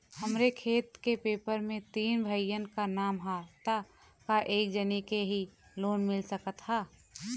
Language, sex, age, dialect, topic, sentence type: Bhojpuri, female, 18-24, Western, banking, question